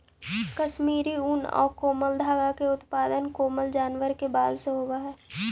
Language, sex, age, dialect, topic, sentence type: Magahi, female, 18-24, Central/Standard, banking, statement